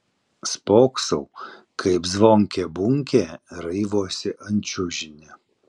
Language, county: Lithuanian, Vilnius